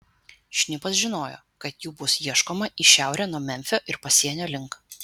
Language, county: Lithuanian, Vilnius